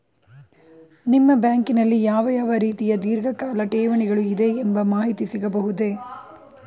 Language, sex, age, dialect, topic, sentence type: Kannada, female, 36-40, Mysore Kannada, banking, question